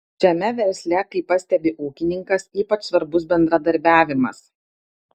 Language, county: Lithuanian, Klaipėda